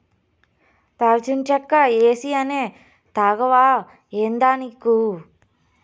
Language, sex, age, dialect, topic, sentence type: Telugu, female, 25-30, Southern, agriculture, statement